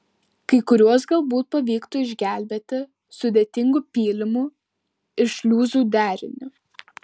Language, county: Lithuanian, Vilnius